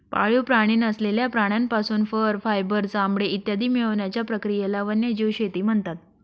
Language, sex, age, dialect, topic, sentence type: Marathi, female, 56-60, Northern Konkan, agriculture, statement